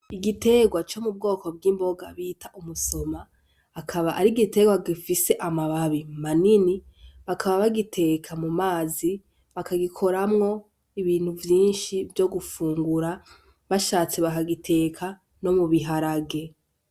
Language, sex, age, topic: Rundi, female, 18-24, agriculture